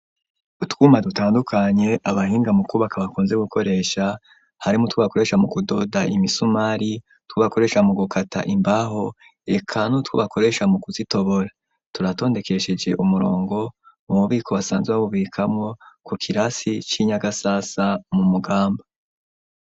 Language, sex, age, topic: Rundi, male, 25-35, education